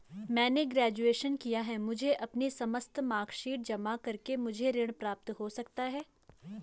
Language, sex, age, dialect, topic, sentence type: Hindi, female, 25-30, Garhwali, banking, question